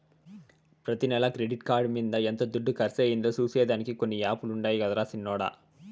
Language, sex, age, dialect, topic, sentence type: Telugu, male, 18-24, Southern, banking, statement